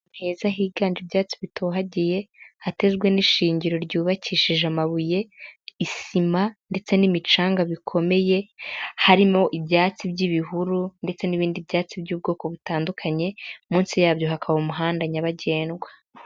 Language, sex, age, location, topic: Kinyarwanda, female, 18-24, Huye, agriculture